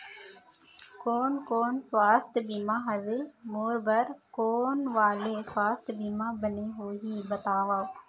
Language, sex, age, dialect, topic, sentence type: Chhattisgarhi, female, 25-30, Central, banking, question